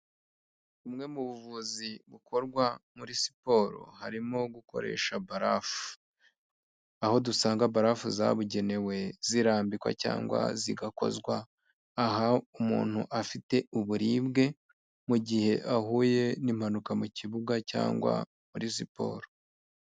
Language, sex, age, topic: Kinyarwanda, male, 25-35, health